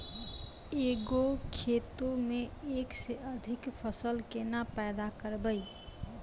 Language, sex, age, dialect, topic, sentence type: Maithili, female, 25-30, Angika, agriculture, question